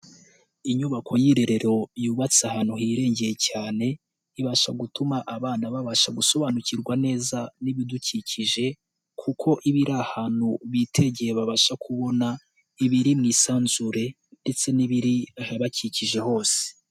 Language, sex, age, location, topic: Kinyarwanda, male, 18-24, Nyagatare, education